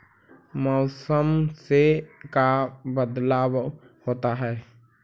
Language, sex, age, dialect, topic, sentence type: Magahi, male, 18-24, Central/Standard, agriculture, question